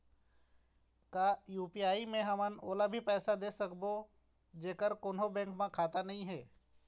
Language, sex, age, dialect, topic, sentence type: Chhattisgarhi, female, 46-50, Eastern, banking, question